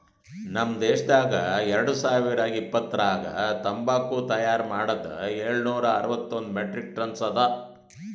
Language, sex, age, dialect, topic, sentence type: Kannada, male, 60-100, Northeastern, agriculture, statement